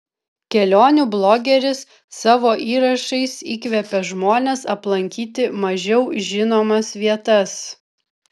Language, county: Lithuanian, Vilnius